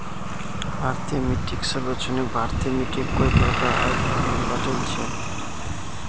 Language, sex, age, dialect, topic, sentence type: Magahi, male, 25-30, Northeastern/Surjapuri, agriculture, statement